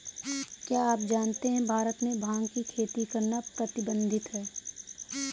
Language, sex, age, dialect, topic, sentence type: Hindi, female, 18-24, Kanauji Braj Bhasha, agriculture, statement